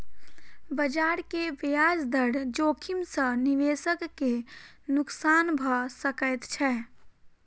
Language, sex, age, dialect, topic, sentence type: Maithili, female, 18-24, Southern/Standard, banking, statement